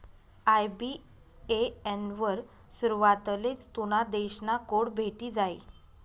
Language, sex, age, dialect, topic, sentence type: Marathi, female, 31-35, Northern Konkan, banking, statement